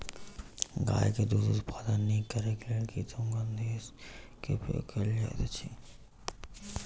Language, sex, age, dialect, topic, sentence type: Maithili, male, 25-30, Southern/Standard, agriculture, statement